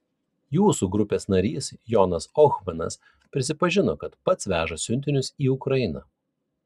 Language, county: Lithuanian, Vilnius